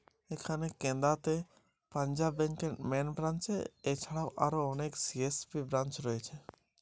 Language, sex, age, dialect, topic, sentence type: Bengali, male, 18-24, Jharkhandi, banking, question